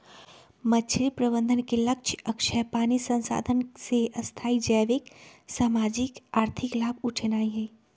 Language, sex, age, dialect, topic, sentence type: Magahi, female, 25-30, Western, agriculture, statement